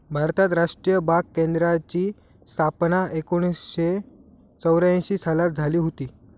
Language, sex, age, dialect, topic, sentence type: Marathi, male, 25-30, Southern Konkan, agriculture, statement